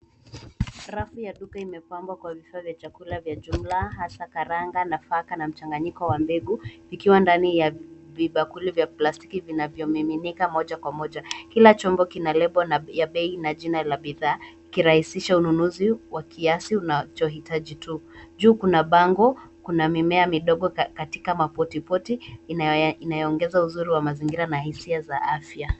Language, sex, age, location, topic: Swahili, female, 18-24, Nairobi, finance